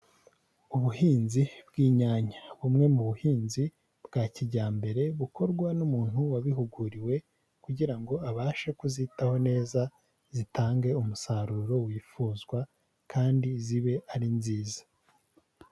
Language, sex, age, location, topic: Kinyarwanda, male, 18-24, Huye, agriculture